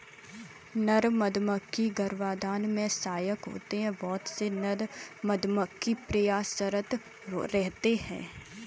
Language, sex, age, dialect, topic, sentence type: Hindi, female, 25-30, Kanauji Braj Bhasha, agriculture, statement